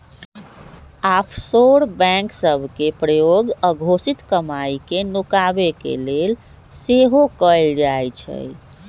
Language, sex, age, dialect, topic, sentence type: Magahi, female, 36-40, Western, banking, statement